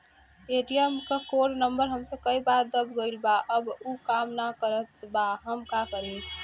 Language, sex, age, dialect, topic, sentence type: Bhojpuri, female, 25-30, Western, banking, question